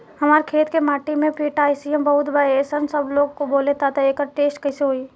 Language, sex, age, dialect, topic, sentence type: Bhojpuri, female, 18-24, Southern / Standard, agriculture, question